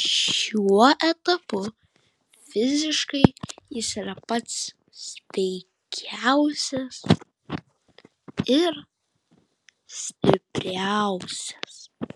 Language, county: Lithuanian, Vilnius